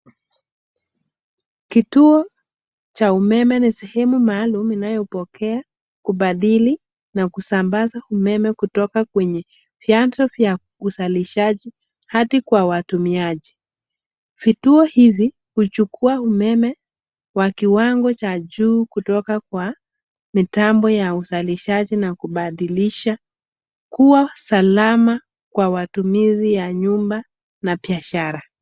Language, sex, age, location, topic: Swahili, male, 36-49, Nairobi, government